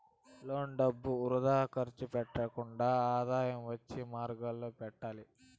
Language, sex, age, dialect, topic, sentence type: Telugu, male, 18-24, Southern, banking, statement